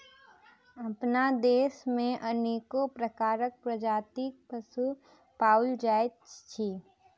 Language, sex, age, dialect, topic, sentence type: Maithili, female, 31-35, Southern/Standard, agriculture, statement